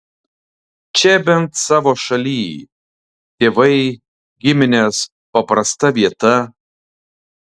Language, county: Lithuanian, Alytus